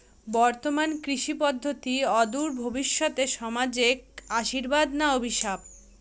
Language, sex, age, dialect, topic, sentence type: Bengali, female, 18-24, Northern/Varendri, agriculture, question